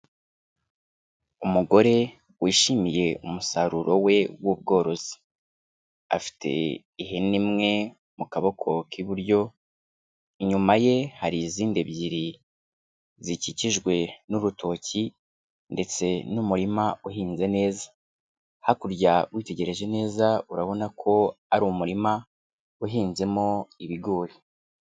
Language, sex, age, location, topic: Kinyarwanda, male, 25-35, Kigali, agriculture